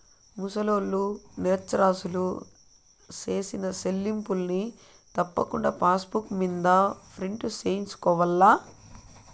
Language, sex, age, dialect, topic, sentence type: Telugu, female, 31-35, Southern, banking, statement